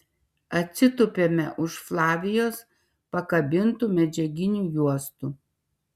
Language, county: Lithuanian, Šiauliai